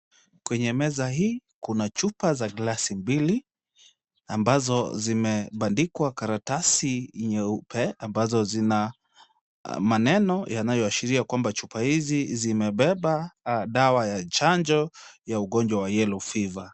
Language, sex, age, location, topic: Swahili, male, 25-35, Kisumu, health